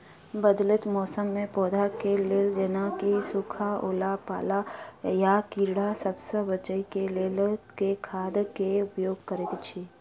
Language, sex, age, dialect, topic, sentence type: Maithili, female, 46-50, Southern/Standard, agriculture, question